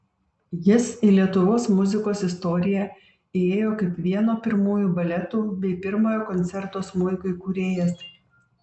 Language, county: Lithuanian, Vilnius